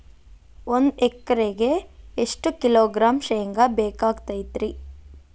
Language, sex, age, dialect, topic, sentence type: Kannada, female, 18-24, Dharwad Kannada, agriculture, question